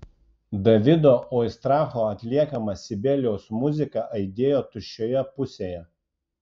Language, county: Lithuanian, Klaipėda